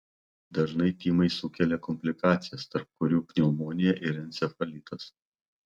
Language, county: Lithuanian, Panevėžys